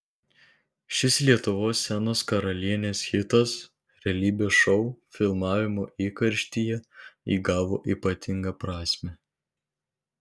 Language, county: Lithuanian, Telšiai